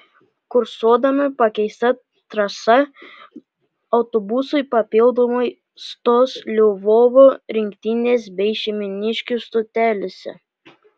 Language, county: Lithuanian, Panevėžys